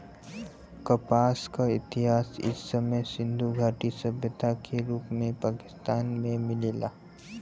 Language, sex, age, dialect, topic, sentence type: Bhojpuri, male, 18-24, Western, agriculture, statement